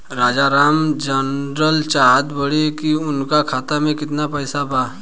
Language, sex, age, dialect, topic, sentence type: Bhojpuri, male, 25-30, Western, banking, question